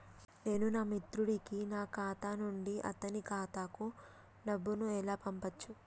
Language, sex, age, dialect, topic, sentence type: Telugu, female, 25-30, Telangana, banking, question